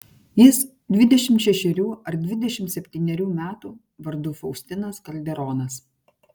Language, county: Lithuanian, Kaunas